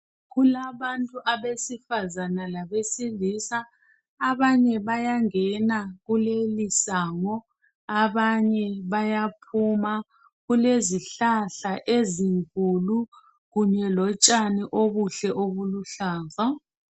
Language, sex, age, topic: North Ndebele, female, 36-49, education